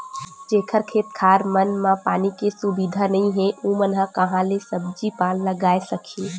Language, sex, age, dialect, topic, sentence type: Chhattisgarhi, female, 18-24, Western/Budati/Khatahi, agriculture, statement